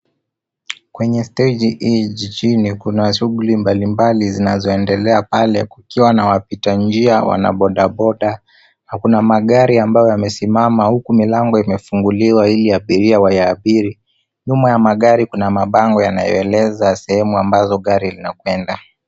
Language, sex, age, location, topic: Swahili, male, 18-24, Nairobi, government